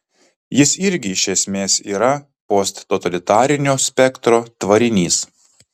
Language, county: Lithuanian, Kaunas